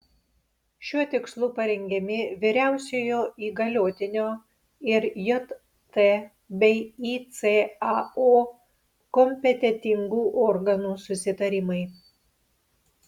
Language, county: Lithuanian, Panevėžys